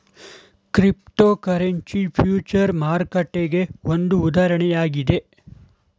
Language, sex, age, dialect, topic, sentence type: Kannada, male, 18-24, Mysore Kannada, banking, statement